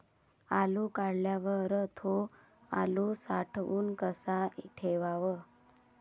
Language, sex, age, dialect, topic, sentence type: Marathi, female, 56-60, Varhadi, agriculture, question